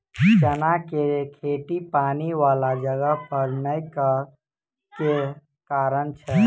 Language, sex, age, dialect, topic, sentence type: Maithili, male, 18-24, Southern/Standard, agriculture, question